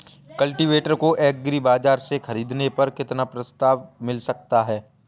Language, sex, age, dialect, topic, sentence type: Hindi, male, 25-30, Awadhi Bundeli, agriculture, question